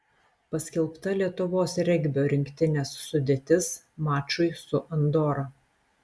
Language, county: Lithuanian, Telšiai